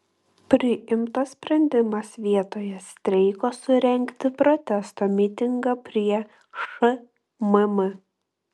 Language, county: Lithuanian, Klaipėda